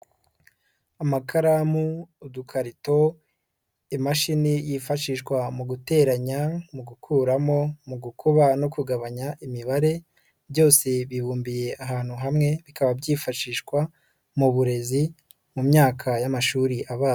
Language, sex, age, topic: Kinyarwanda, female, 25-35, education